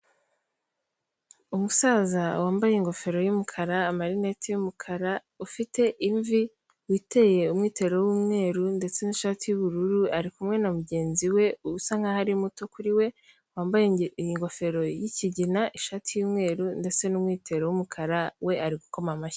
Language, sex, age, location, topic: Kinyarwanda, female, 18-24, Kigali, health